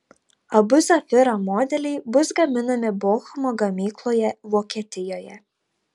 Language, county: Lithuanian, Tauragė